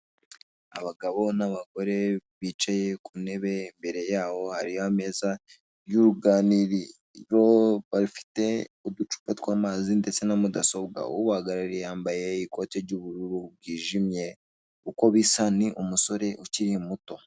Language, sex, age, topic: Kinyarwanda, male, 18-24, government